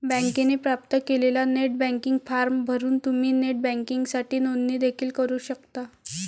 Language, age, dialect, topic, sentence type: Marathi, 25-30, Varhadi, banking, statement